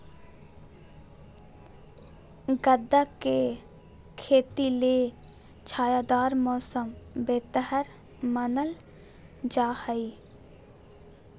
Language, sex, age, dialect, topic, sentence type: Magahi, female, 18-24, Southern, agriculture, statement